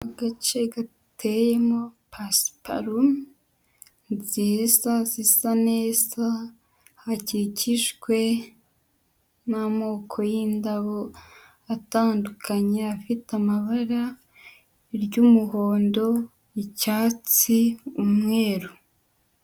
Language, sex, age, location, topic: Kinyarwanda, female, 25-35, Huye, agriculture